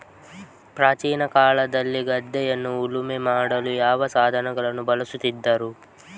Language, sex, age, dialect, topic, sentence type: Kannada, male, 25-30, Coastal/Dakshin, agriculture, question